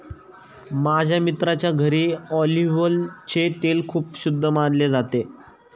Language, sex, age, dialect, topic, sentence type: Marathi, male, 18-24, Standard Marathi, agriculture, statement